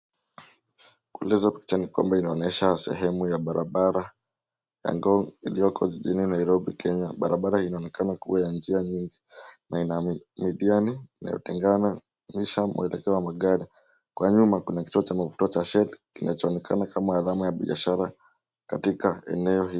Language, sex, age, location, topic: Swahili, male, 18-24, Nairobi, government